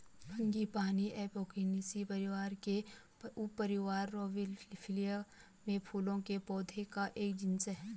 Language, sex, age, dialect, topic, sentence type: Hindi, female, 25-30, Garhwali, agriculture, statement